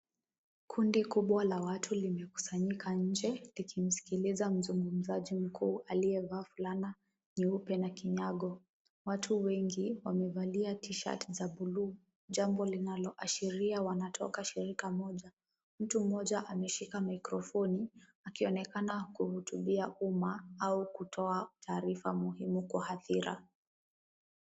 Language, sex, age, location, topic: Swahili, female, 18-24, Kisumu, health